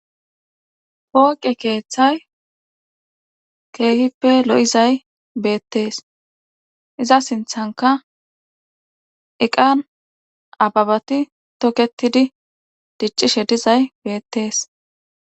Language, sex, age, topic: Gamo, female, 18-24, government